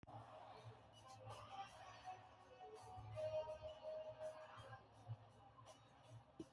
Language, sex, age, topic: Kinyarwanda, male, 25-35, education